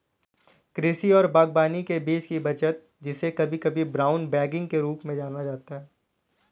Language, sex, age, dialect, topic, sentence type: Hindi, male, 18-24, Kanauji Braj Bhasha, agriculture, statement